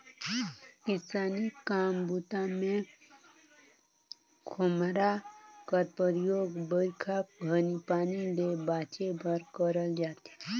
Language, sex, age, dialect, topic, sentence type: Chhattisgarhi, female, 25-30, Northern/Bhandar, agriculture, statement